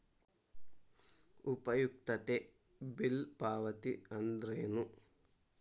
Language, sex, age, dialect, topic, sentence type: Kannada, male, 18-24, Dharwad Kannada, banking, question